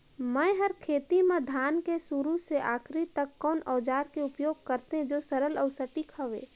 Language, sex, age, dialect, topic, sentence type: Chhattisgarhi, female, 18-24, Northern/Bhandar, agriculture, question